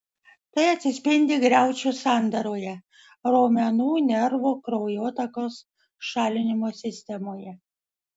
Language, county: Lithuanian, Vilnius